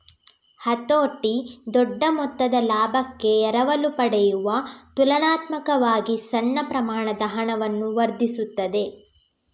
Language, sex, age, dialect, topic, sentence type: Kannada, female, 18-24, Coastal/Dakshin, banking, statement